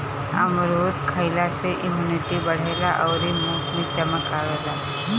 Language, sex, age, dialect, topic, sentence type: Bhojpuri, female, 25-30, Northern, agriculture, statement